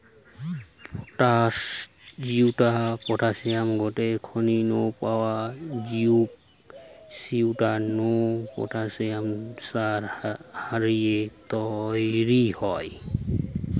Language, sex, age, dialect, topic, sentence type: Bengali, male, 25-30, Western, agriculture, statement